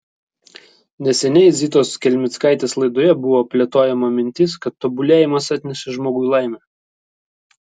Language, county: Lithuanian, Vilnius